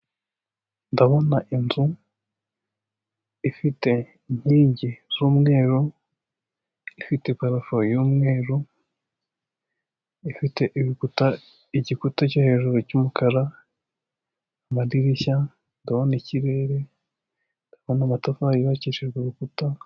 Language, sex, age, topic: Kinyarwanda, male, 18-24, finance